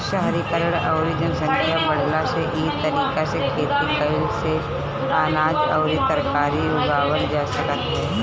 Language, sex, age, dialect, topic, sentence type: Bhojpuri, female, 25-30, Northern, agriculture, statement